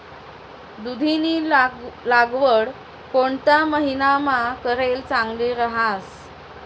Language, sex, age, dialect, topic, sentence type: Marathi, female, 31-35, Northern Konkan, agriculture, statement